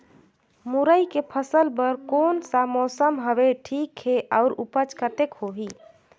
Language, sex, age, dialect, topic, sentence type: Chhattisgarhi, female, 18-24, Northern/Bhandar, agriculture, question